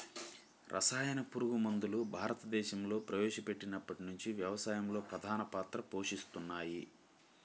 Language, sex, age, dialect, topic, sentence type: Telugu, male, 25-30, Central/Coastal, agriculture, statement